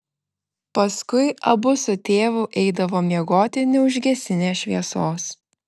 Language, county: Lithuanian, Vilnius